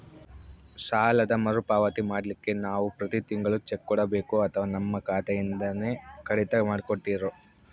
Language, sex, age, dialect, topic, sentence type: Kannada, male, 25-30, Central, banking, question